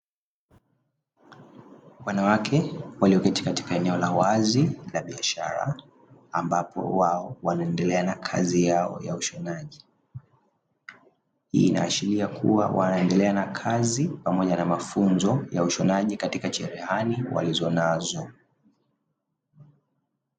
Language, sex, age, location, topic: Swahili, male, 25-35, Dar es Salaam, education